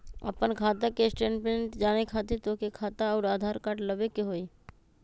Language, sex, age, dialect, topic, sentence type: Magahi, female, 25-30, Western, banking, question